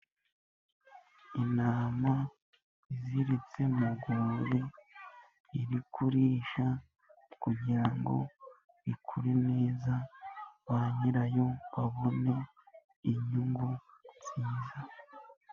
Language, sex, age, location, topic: Kinyarwanda, male, 18-24, Musanze, agriculture